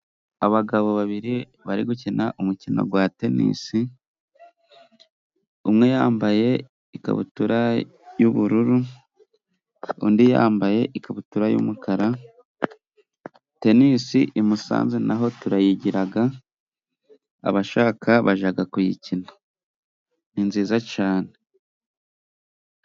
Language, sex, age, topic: Kinyarwanda, male, 25-35, government